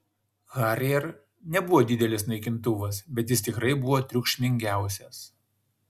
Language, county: Lithuanian, Šiauliai